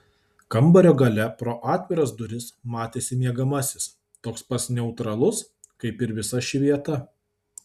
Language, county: Lithuanian, Kaunas